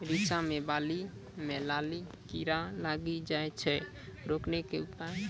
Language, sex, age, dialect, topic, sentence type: Maithili, male, 18-24, Angika, agriculture, question